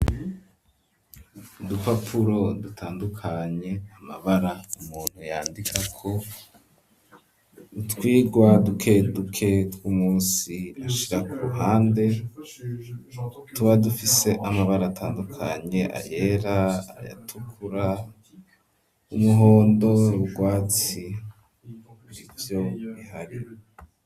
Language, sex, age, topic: Rundi, male, 25-35, education